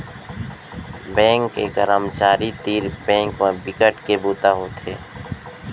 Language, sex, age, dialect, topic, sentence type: Chhattisgarhi, male, 31-35, Central, banking, statement